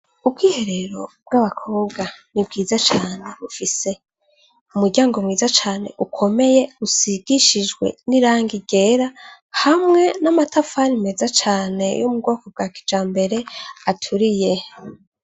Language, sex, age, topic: Rundi, female, 25-35, education